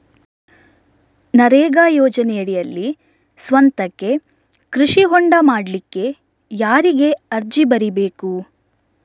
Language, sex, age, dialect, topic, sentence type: Kannada, female, 56-60, Coastal/Dakshin, agriculture, question